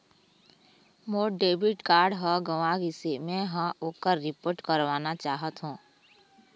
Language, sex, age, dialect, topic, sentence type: Chhattisgarhi, female, 25-30, Eastern, banking, statement